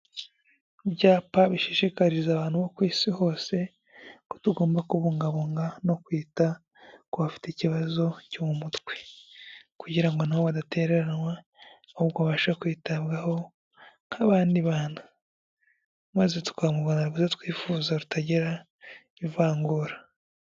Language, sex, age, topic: Kinyarwanda, male, 18-24, health